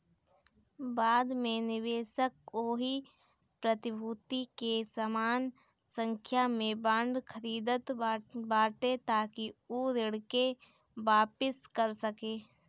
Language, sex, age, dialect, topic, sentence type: Bhojpuri, female, 18-24, Northern, banking, statement